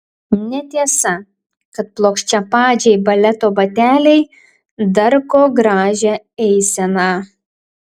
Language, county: Lithuanian, Klaipėda